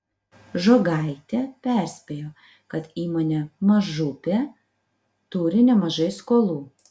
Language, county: Lithuanian, Vilnius